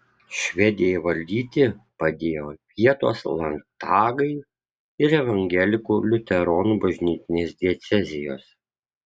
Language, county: Lithuanian, Kaunas